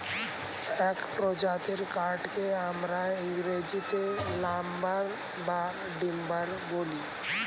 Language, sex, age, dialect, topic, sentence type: Bengali, male, 18-24, Standard Colloquial, agriculture, statement